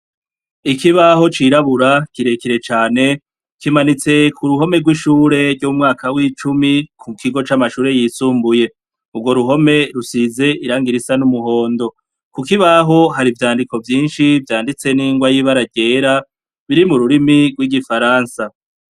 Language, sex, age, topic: Rundi, male, 36-49, education